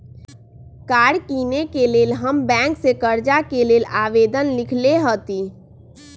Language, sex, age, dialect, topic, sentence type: Magahi, female, 25-30, Western, banking, statement